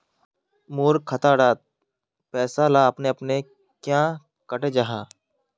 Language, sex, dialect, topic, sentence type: Magahi, male, Northeastern/Surjapuri, banking, question